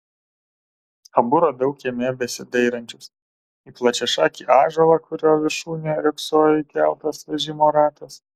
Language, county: Lithuanian, Kaunas